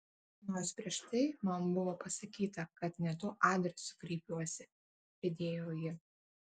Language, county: Lithuanian, Kaunas